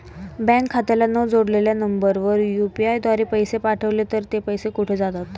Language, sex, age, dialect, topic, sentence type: Marathi, female, 18-24, Standard Marathi, banking, question